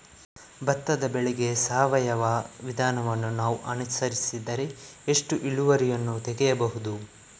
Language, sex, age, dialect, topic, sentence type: Kannada, male, 18-24, Coastal/Dakshin, agriculture, question